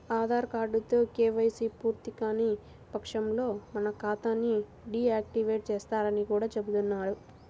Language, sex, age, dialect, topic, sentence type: Telugu, female, 18-24, Central/Coastal, banking, statement